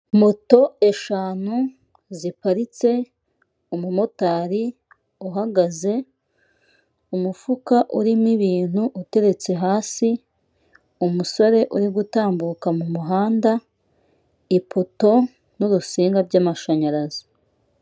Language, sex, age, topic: Kinyarwanda, female, 25-35, government